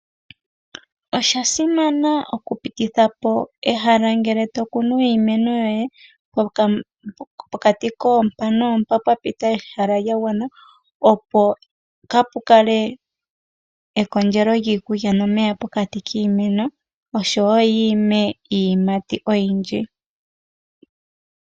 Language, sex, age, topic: Oshiwambo, female, 18-24, agriculture